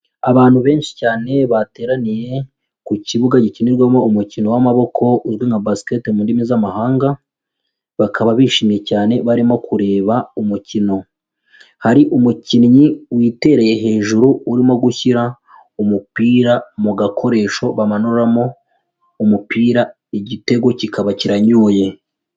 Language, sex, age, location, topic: Kinyarwanda, female, 25-35, Kigali, education